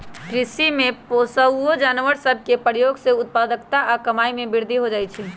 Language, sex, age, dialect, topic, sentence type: Magahi, male, 18-24, Western, agriculture, statement